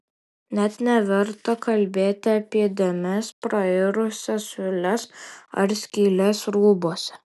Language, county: Lithuanian, Alytus